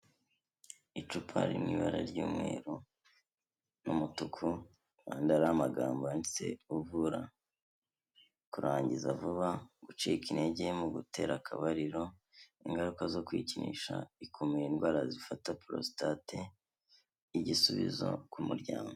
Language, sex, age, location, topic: Kinyarwanda, male, 25-35, Kigali, health